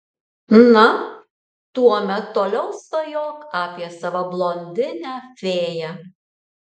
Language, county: Lithuanian, Alytus